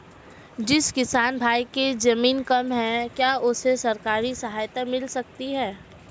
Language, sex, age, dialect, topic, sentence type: Hindi, female, 18-24, Marwari Dhudhari, agriculture, question